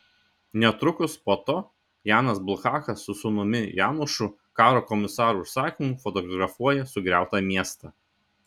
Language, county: Lithuanian, Šiauliai